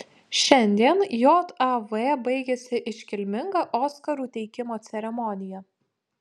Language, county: Lithuanian, Panevėžys